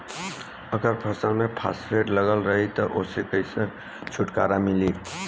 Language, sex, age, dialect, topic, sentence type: Bhojpuri, male, 18-24, Western, agriculture, question